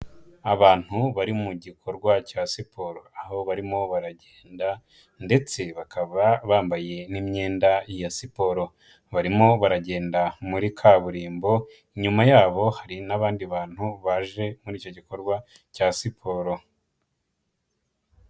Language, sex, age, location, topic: Kinyarwanda, male, 25-35, Huye, health